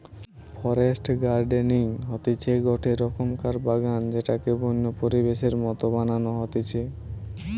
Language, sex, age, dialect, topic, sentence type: Bengali, male, 18-24, Western, agriculture, statement